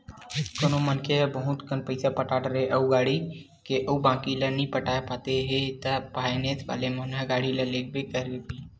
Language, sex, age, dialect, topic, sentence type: Chhattisgarhi, male, 18-24, Western/Budati/Khatahi, banking, statement